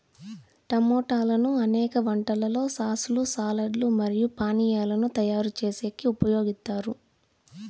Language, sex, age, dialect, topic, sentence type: Telugu, female, 18-24, Southern, agriculture, statement